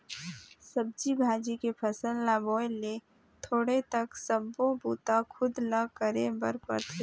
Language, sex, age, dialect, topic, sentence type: Chhattisgarhi, female, 18-24, Eastern, agriculture, statement